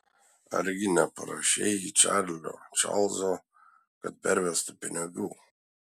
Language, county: Lithuanian, Šiauliai